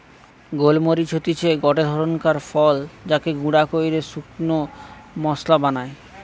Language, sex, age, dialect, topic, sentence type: Bengali, male, 18-24, Western, agriculture, statement